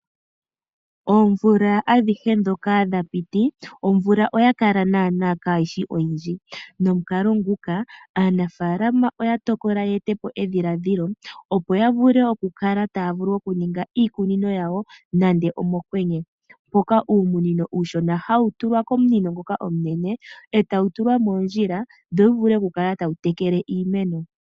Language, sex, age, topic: Oshiwambo, female, 25-35, agriculture